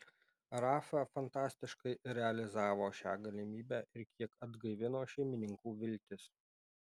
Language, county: Lithuanian, Alytus